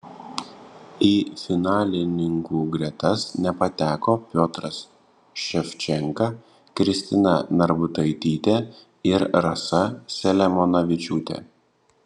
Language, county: Lithuanian, Panevėžys